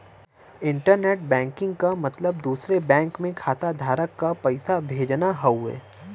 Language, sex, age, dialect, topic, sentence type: Bhojpuri, male, 31-35, Western, banking, statement